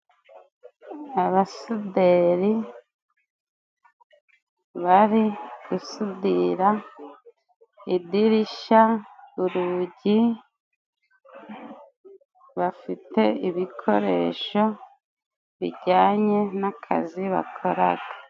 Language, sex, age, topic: Kinyarwanda, female, 25-35, education